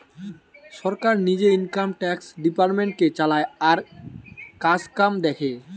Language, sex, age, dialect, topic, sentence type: Bengali, male, 18-24, Western, banking, statement